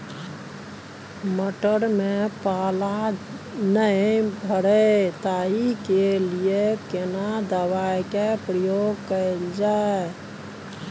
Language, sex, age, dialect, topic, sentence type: Maithili, female, 56-60, Bajjika, agriculture, question